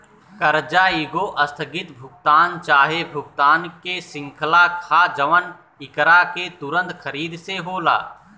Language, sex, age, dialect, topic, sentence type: Bhojpuri, male, 31-35, Southern / Standard, banking, statement